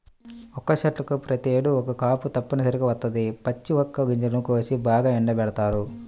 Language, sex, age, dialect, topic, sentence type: Telugu, male, 31-35, Central/Coastal, agriculture, statement